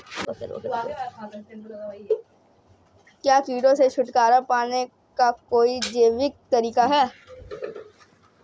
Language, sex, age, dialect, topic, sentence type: Hindi, female, 18-24, Marwari Dhudhari, agriculture, question